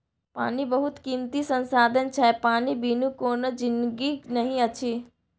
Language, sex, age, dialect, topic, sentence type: Maithili, female, 18-24, Bajjika, agriculture, statement